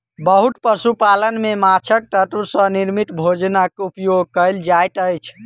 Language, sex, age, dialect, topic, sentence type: Maithili, male, 18-24, Southern/Standard, agriculture, statement